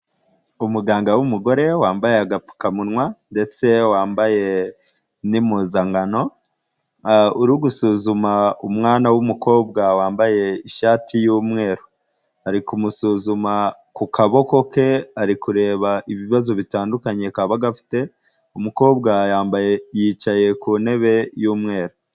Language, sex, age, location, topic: Kinyarwanda, female, 18-24, Huye, health